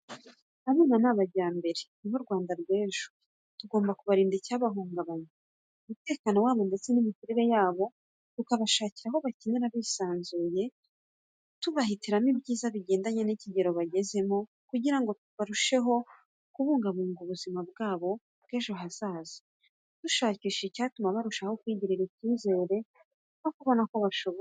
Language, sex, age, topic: Kinyarwanda, female, 25-35, education